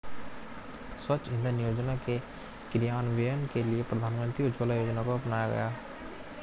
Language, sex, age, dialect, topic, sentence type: Hindi, male, 18-24, Hindustani Malvi Khadi Boli, agriculture, statement